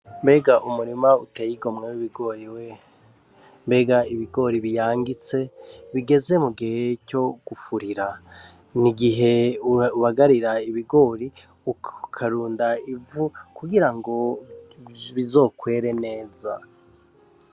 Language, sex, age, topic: Rundi, male, 36-49, agriculture